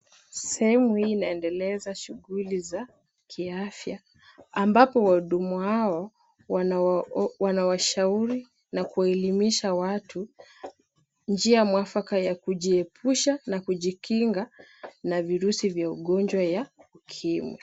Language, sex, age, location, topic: Swahili, female, 18-24, Kisumu, health